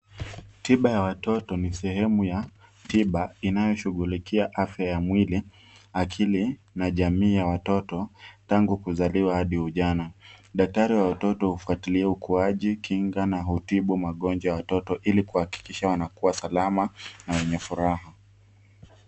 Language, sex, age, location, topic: Swahili, male, 25-35, Nairobi, health